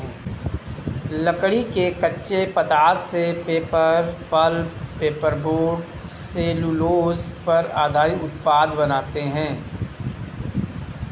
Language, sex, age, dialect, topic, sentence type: Hindi, male, 36-40, Kanauji Braj Bhasha, agriculture, statement